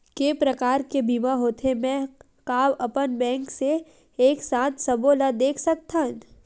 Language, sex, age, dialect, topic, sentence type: Chhattisgarhi, female, 18-24, Western/Budati/Khatahi, banking, question